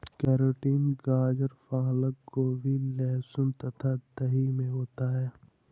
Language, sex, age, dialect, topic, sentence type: Hindi, male, 18-24, Awadhi Bundeli, agriculture, statement